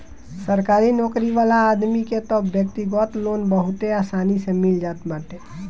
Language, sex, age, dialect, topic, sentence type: Bhojpuri, male, 18-24, Northern, banking, statement